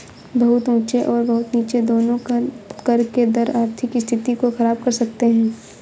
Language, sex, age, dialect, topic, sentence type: Hindi, female, 25-30, Awadhi Bundeli, banking, statement